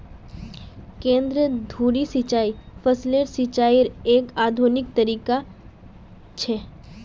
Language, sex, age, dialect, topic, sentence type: Magahi, female, 18-24, Northeastern/Surjapuri, agriculture, statement